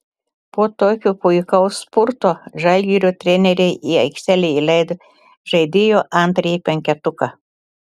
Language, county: Lithuanian, Telšiai